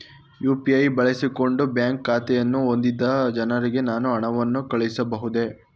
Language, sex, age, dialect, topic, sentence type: Kannada, male, 41-45, Mysore Kannada, banking, question